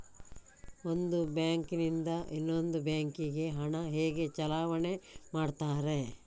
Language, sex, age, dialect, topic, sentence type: Kannada, female, 51-55, Coastal/Dakshin, banking, question